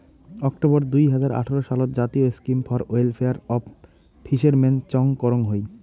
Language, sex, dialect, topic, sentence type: Bengali, male, Rajbangshi, agriculture, statement